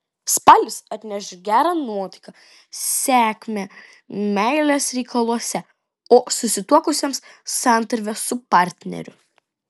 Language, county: Lithuanian, Vilnius